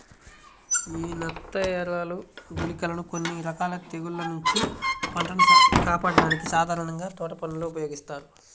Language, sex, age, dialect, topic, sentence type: Telugu, male, 25-30, Central/Coastal, agriculture, statement